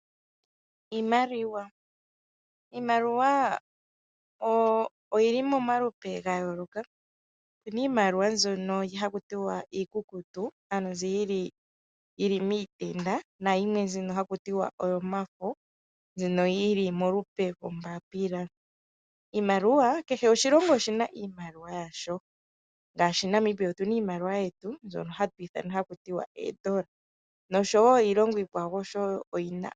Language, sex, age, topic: Oshiwambo, female, 25-35, finance